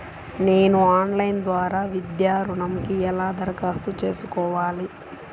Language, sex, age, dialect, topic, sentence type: Telugu, female, 36-40, Central/Coastal, banking, question